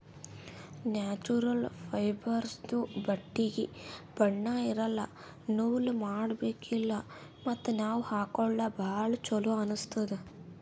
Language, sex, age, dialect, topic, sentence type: Kannada, female, 51-55, Northeastern, agriculture, statement